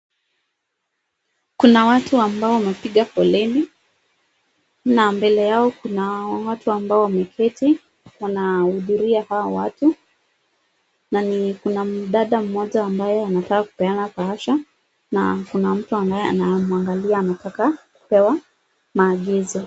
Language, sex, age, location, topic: Swahili, female, 25-35, Nakuru, government